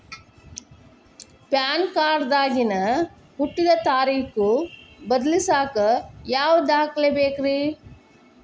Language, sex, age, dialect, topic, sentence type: Kannada, female, 18-24, Dharwad Kannada, banking, question